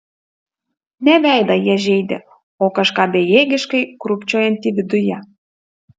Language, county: Lithuanian, Utena